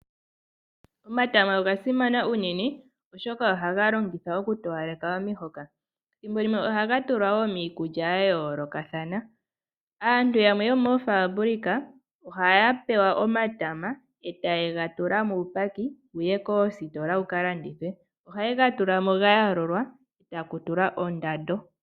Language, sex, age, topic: Oshiwambo, female, 18-24, agriculture